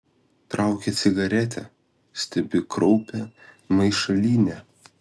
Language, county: Lithuanian, Kaunas